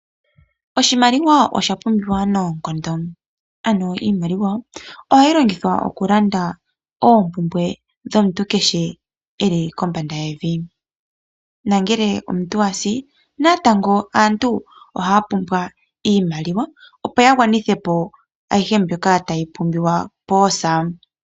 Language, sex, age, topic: Oshiwambo, female, 25-35, finance